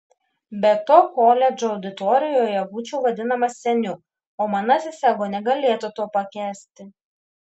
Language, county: Lithuanian, Klaipėda